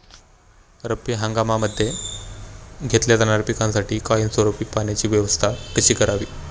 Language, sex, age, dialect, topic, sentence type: Marathi, male, 18-24, Standard Marathi, agriculture, question